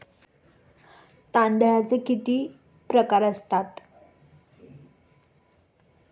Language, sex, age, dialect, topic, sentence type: Marathi, female, 25-30, Standard Marathi, agriculture, question